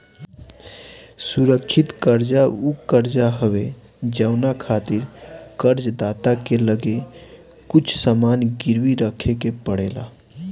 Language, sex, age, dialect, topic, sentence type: Bhojpuri, male, 18-24, Southern / Standard, banking, statement